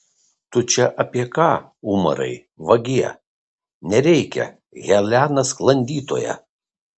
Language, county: Lithuanian, Kaunas